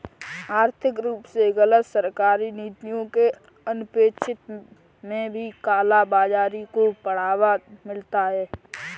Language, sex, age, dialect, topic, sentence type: Hindi, female, 18-24, Kanauji Braj Bhasha, banking, statement